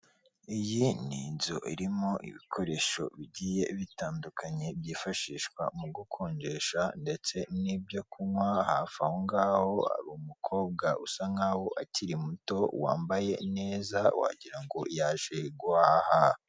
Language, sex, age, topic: Kinyarwanda, female, 18-24, finance